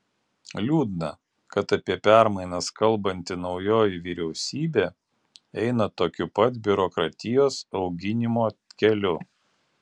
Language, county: Lithuanian, Alytus